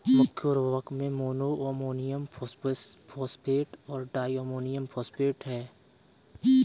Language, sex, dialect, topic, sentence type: Hindi, male, Kanauji Braj Bhasha, agriculture, statement